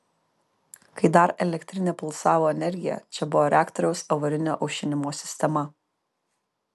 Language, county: Lithuanian, Kaunas